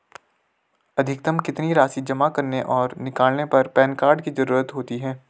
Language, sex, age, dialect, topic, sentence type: Hindi, male, 18-24, Garhwali, banking, question